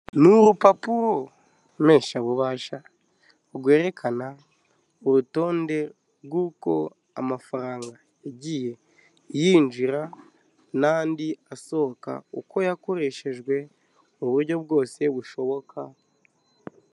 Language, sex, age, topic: Kinyarwanda, male, 25-35, finance